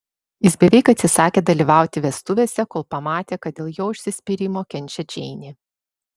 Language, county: Lithuanian, Vilnius